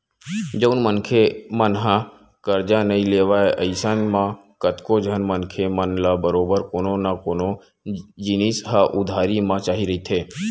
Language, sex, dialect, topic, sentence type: Chhattisgarhi, male, Western/Budati/Khatahi, banking, statement